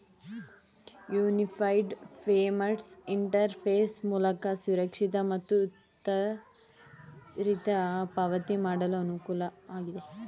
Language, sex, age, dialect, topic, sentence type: Kannada, female, 18-24, Mysore Kannada, banking, statement